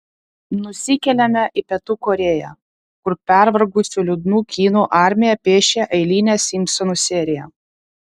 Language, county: Lithuanian, Vilnius